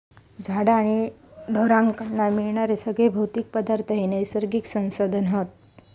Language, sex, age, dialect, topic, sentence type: Marathi, female, 25-30, Southern Konkan, agriculture, statement